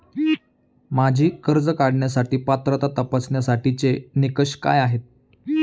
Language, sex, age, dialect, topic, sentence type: Marathi, male, 31-35, Standard Marathi, banking, question